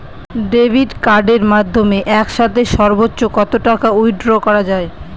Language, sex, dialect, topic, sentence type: Bengali, female, Northern/Varendri, banking, question